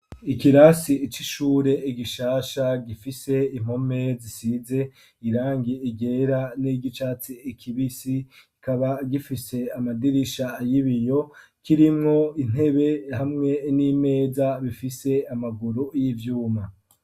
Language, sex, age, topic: Rundi, male, 25-35, education